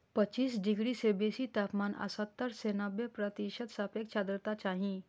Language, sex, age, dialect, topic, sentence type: Maithili, female, 25-30, Eastern / Thethi, agriculture, statement